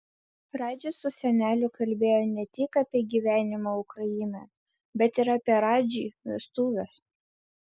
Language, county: Lithuanian, Vilnius